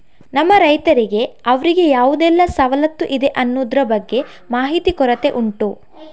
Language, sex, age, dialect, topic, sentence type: Kannada, female, 51-55, Coastal/Dakshin, agriculture, statement